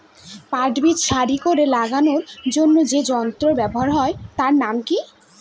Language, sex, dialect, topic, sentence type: Bengali, female, Northern/Varendri, agriculture, question